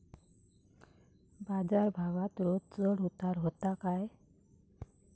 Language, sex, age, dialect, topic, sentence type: Marathi, female, 18-24, Southern Konkan, agriculture, question